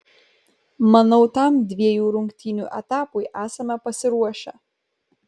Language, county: Lithuanian, Kaunas